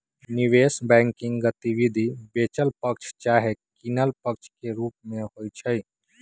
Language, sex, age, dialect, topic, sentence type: Magahi, male, 18-24, Western, banking, statement